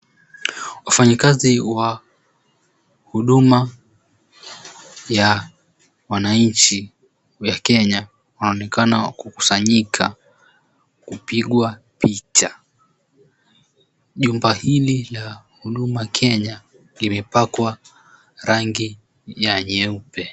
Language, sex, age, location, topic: Swahili, male, 18-24, Mombasa, government